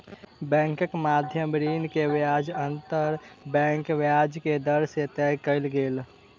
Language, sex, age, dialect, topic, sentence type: Maithili, male, 18-24, Southern/Standard, banking, statement